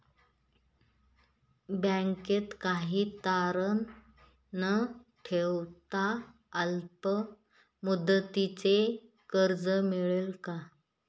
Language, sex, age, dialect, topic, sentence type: Marathi, female, 31-35, Northern Konkan, banking, question